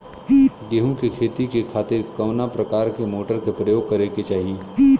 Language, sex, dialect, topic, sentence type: Bhojpuri, male, Western, agriculture, question